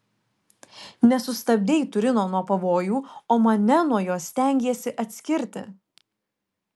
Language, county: Lithuanian, Šiauliai